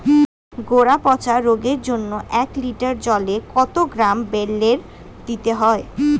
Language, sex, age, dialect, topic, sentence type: Bengali, female, 18-24, Standard Colloquial, agriculture, question